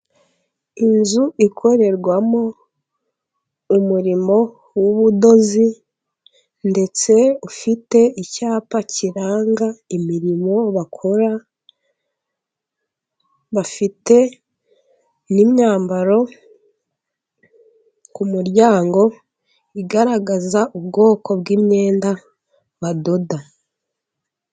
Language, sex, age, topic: Kinyarwanda, female, 18-24, finance